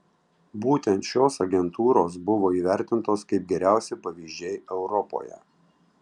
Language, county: Lithuanian, Tauragė